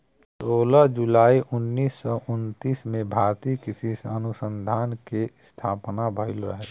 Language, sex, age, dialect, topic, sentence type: Bhojpuri, male, 36-40, Western, agriculture, statement